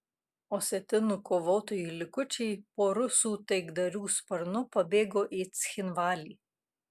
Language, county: Lithuanian, Kaunas